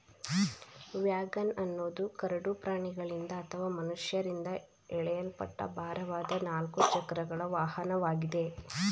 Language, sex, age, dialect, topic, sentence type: Kannada, female, 18-24, Mysore Kannada, agriculture, statement